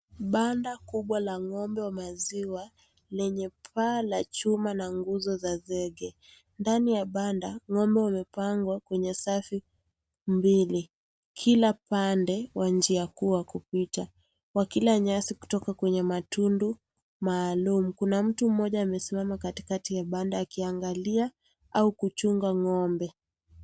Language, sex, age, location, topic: Swahili, female, 18-24, Kisii, agriculture